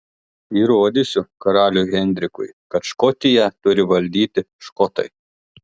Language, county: Lithuanian, Telšiai